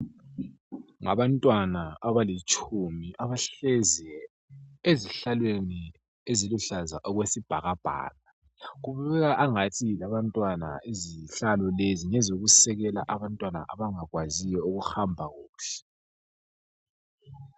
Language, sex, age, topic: North Ndebele, male, 18-24, health